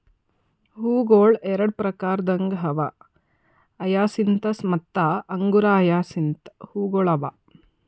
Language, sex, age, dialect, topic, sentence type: Kannada, female, 25-30, Northeastern, agriculture, statement